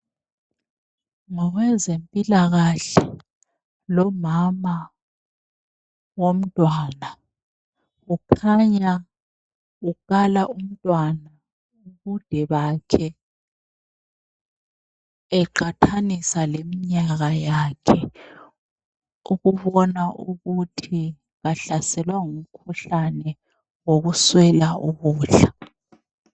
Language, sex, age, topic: North Ndebele, female, 36-49, health